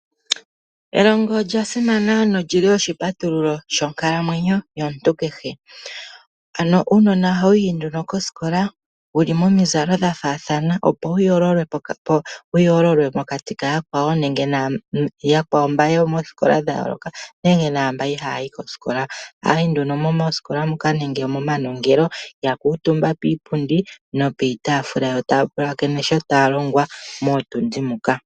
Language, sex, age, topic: Oshiwambo, female, 25-35, agriculture